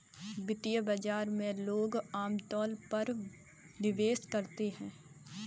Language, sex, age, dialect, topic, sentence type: Hindi, female, 25-30, Kanauji Braj Bhasha, banking, statement